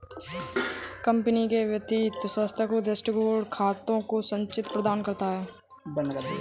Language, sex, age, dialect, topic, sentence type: Hindi, female, 18-24, Kanauji Braj Bhasha, banking, statement